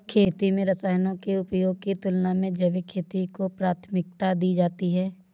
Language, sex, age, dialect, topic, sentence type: Hindi, female, 18-24, Awadhi Bundeli, agriculture, statement